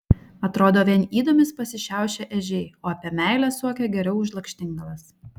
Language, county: Lithuanian, Šiauliai